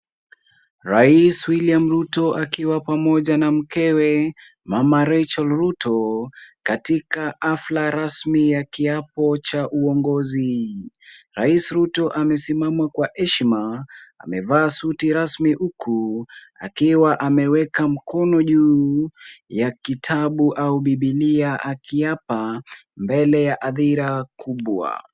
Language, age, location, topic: Swahili, 18-24, Kisumu, government